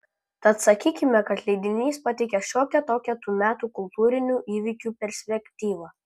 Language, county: Lithuanian, Kaunas